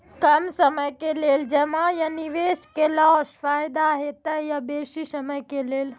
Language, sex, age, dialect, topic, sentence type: Maithili, female, 18-24, Angika, banking, question